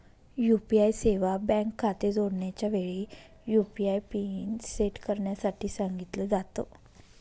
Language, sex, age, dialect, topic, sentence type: Marathi, female, 25-30, Northern Konkan, banking, statement